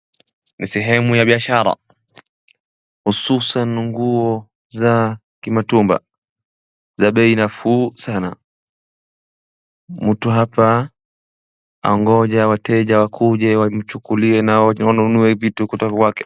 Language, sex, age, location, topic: Swahili, male, 18-24, Wajir, finance